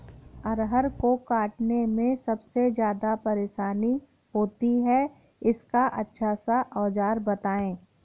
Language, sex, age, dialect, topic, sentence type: Hindi, female, 31-35, Awadhi Bundeli, agriculture, question